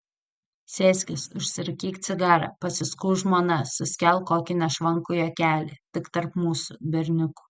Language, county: Lithuanian, Telšiai